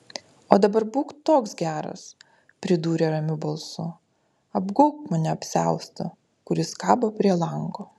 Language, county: Lithuanian, Utena